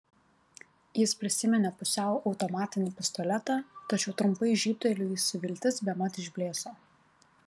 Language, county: Lithuanian, Panevėžys